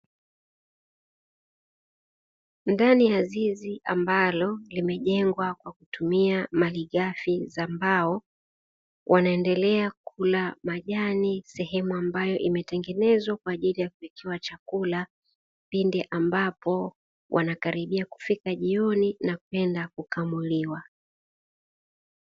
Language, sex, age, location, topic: Swahili, female, 25-35, Dar es Salaam, agriculture